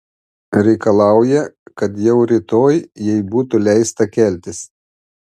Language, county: Lithuanian, Panevėžys